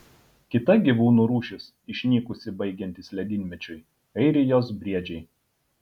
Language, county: Lithuanian, Utena